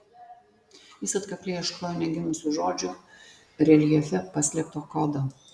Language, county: Lithuanian, Tauragė